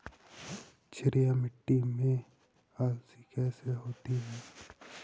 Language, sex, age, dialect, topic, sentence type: Hindi, male, 18-24, Awadhi Bundeli, agriculture, question